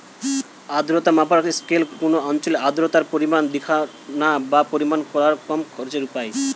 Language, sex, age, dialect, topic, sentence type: Bengali, male, 18-24, Western, agriculture, statement